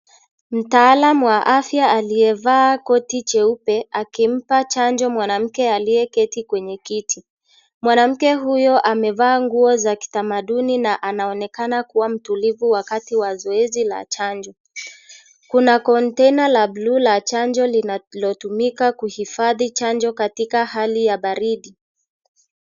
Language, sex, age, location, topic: Swahili, male, 25-35, Kisii, health